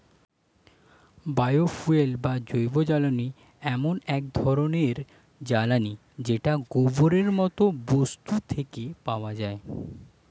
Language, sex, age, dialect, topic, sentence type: Bengali, male, 25-30, Standard Colloquial, agriculture, statement